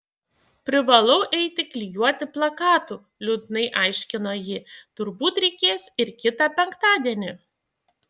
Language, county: Lithuanian, Šiauliai